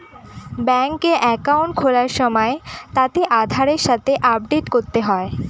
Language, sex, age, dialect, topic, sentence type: Bengali, female, 18-24, Northern/Varendri, banking, statement